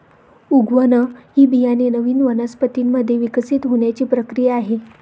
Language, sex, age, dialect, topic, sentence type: Marathi, female, 31-35, Varhadi, agriculture, statement